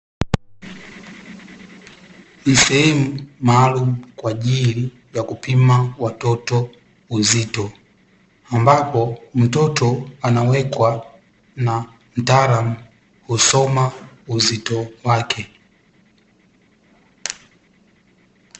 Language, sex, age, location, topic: Swahili, male, 18-24, Dar es Salaam, health